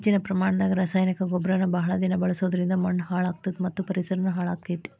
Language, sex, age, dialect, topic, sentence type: Kannada, female, 36-40, Dharwad Kannada, agriculture, statement